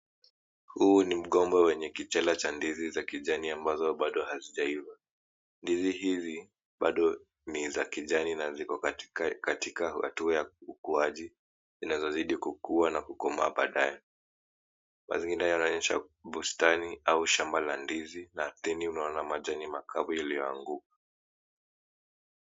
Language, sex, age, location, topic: Swahili, male, 18-24, Mombasa, agriculture